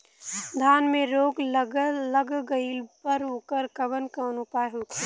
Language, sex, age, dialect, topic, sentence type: Bhojpuri, female, 18-24, Western, agriculture, question